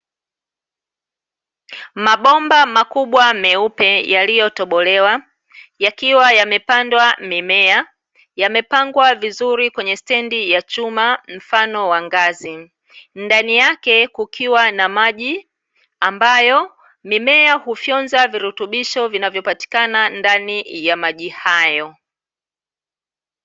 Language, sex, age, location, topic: Swahili, female, 36-49, Dar es Salaam, agriculture